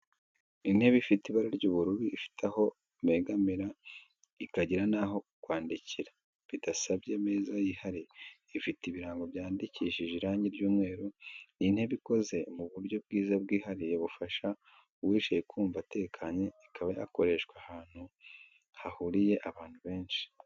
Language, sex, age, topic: Kinyarwanda, male, 25-35, education